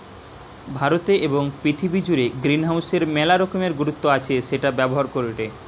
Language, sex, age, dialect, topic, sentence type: Bengali, male, 18-24, Western, agriculture, statement